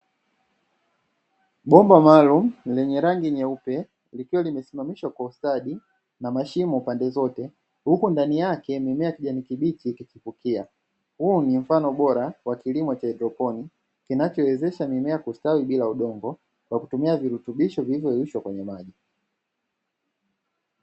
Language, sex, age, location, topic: Swahili, male, 25-35, Dar es Salaam, agriculture